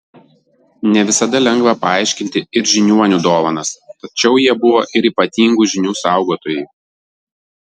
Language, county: Lithuanian, Vilnius